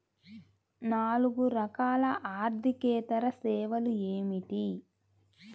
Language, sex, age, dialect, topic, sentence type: Telugu, female, 25-30, Central/Coastal, banking, question